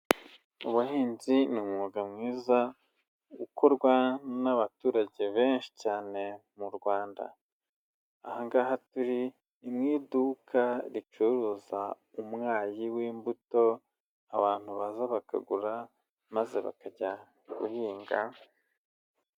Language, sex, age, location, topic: Kinyarwanda, male, 25-35, Huye, agriculture